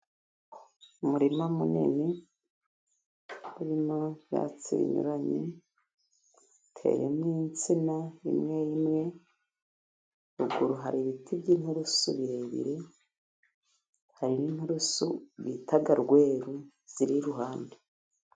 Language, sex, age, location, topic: Kinyarwanda, female, 50+, Musanze, agriculture